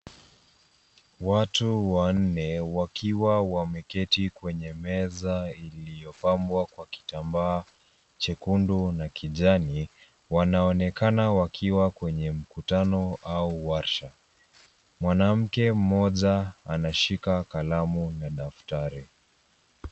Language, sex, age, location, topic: Swahili, male, 25-35, Nairobi, education